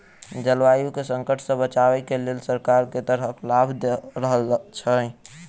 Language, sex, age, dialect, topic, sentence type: Maithili, male, 18-24, Southern/Standard, agriculture, question